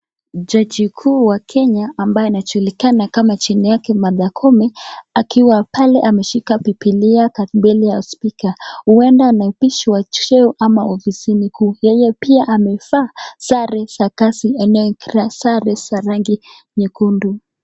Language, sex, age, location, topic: Swahili, male, 36-49, Nakuru, government